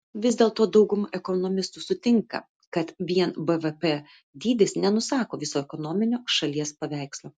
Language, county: Lithuanian, Vilnius